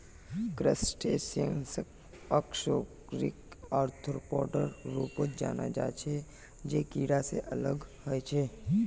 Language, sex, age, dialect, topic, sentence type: Magahi, male, 18-24, Northeastern/Surjapuri, agriculture, statement